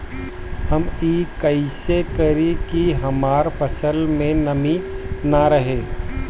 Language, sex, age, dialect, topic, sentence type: Bhojpuri, male, 60-100, Northern, agriculture, question